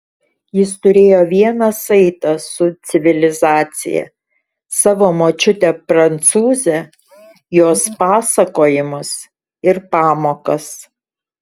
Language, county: Lithuanian, Šiauliai